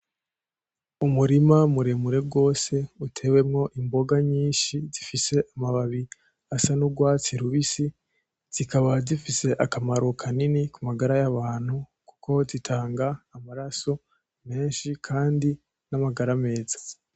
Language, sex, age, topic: Rundi, male, 18-24, agriculture